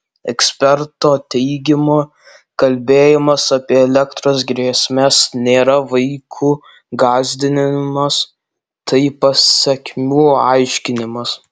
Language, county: Lithuanian, Alytus